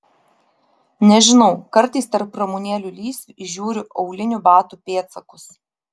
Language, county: Lithuanian, Vilnius